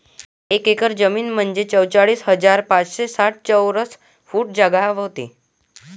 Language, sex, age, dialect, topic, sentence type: Marathi, male, 18-24, Varhadi, agriculture, statement